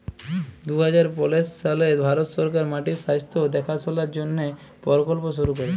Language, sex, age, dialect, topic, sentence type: Bengali, male, 51-55, Jharkhandi, agriculture, statement